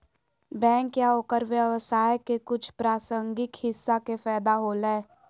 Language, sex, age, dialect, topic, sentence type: Magahi, female, 31-35, Southern, banking, statement